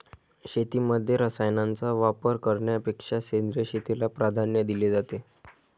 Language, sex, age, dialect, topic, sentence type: Marathi, male, 25-30, Standard Marathi, agriculture, statement